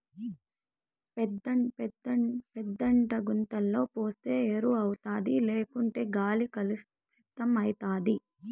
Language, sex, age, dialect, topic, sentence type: Telugu, female, 18-24, Southern, agriculture, statement